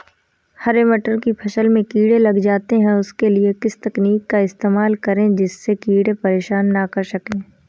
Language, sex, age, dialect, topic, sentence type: Hindi, female, 18-24, Awadhi Bundeli, agriculture, question